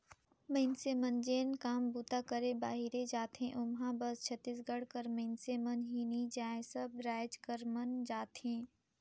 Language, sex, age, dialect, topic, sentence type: Chhattisgarhi, female, 18-24, Northern/Bhandar, agriculture, statement